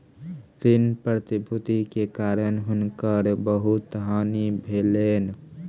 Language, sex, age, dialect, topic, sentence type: Maithili, male, 18-24, Southern/Standard, banking, statement